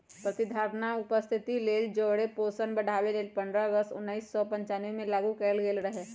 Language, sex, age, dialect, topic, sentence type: Magahi, female, 25-30, Western, agriculture, statement